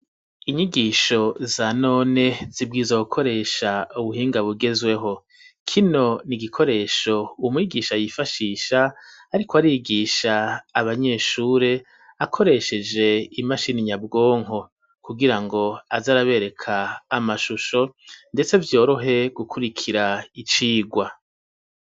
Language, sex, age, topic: Rundi, male, 36-49, education